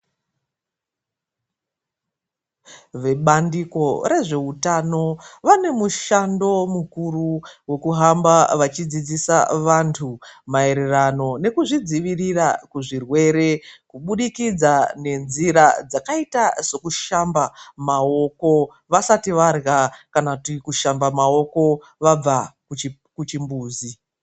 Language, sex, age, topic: Ndau, female, 36-49, health